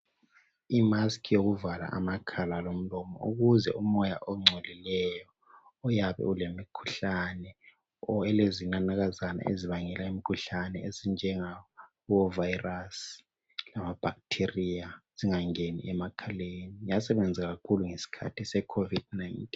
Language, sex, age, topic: North Ndebele, male, 18-24, health